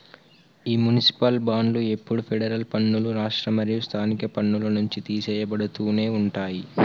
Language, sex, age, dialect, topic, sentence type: Telugu, male, 18-24, Telangana, banking, statement